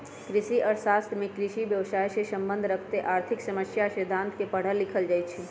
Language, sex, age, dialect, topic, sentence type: Magahi, female, 31-35, Western, agriculture, statement